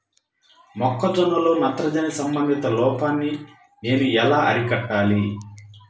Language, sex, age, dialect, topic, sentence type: Telugu, male, 31-35, Central/Coastal, agriculture, question